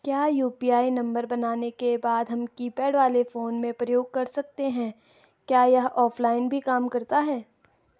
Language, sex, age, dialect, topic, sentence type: Hindi, female, 18-24, Garhwali, banking, question